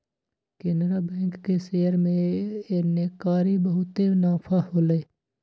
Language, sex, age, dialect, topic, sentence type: Magahi, male, 25-30, Western, banking, statement